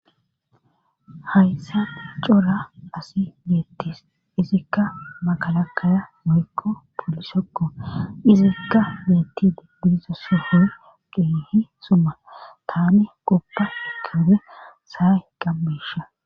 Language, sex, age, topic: Gamo, female, 18-24, government